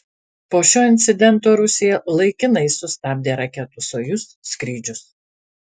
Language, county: Lithuanian, Alytus